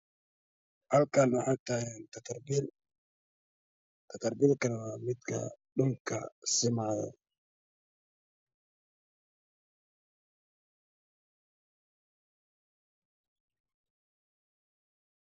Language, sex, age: Somali, male, 25-35